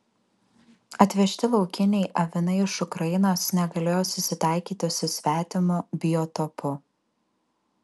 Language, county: Lithuanian, Alytus